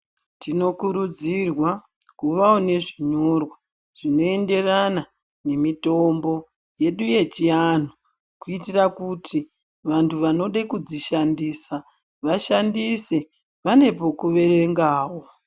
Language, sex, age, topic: Ndau, male, 50+, health